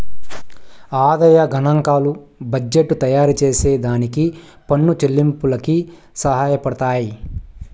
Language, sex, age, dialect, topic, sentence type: Telugu, male, 25-30, Southern, banking, statement